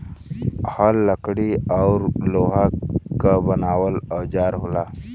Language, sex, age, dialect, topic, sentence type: Bhojpuri, male, 18-24, Western, agriculture, statement